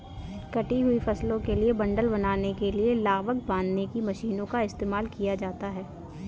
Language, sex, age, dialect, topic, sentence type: Hindi, female, 18-24, Kanauji Braj Bhasha, agriculture, statement